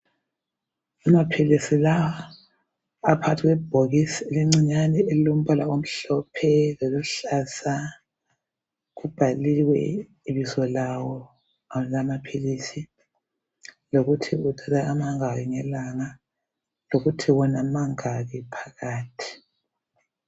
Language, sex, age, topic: North Ndebele, female, 50+, health